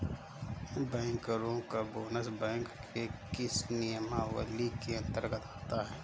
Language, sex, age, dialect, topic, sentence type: Hindi, male, 25-30, Kanauji Braj Bhasha, banking, statement